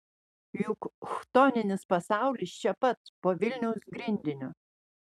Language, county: Lithuanian, Panevėžys